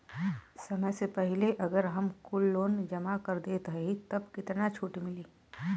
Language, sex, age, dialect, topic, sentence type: Bhojpuri, female, 36-40, Western, banking, question